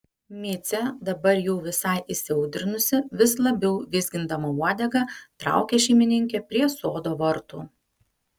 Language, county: Lithuanian, Panevėžys